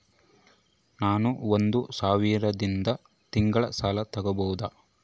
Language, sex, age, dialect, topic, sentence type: Kannada, male, 25-30, Central, banking, question